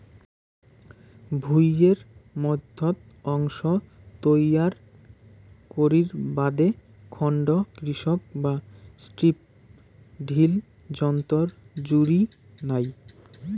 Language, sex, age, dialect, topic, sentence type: Bengali, male, 18-24, Rajbangshi, agriculture, statement